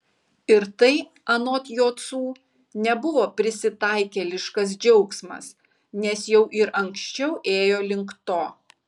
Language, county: Lithuanian, Kaunas